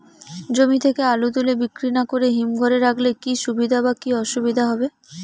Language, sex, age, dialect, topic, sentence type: Bengali, female, 18-24, Rajbangshi, agriculture, question